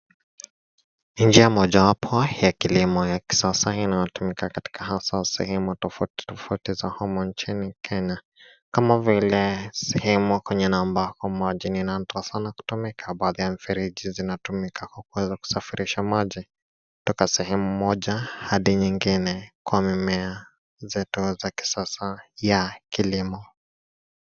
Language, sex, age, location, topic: Swahili, male, 25-35, Nairobi, agriculture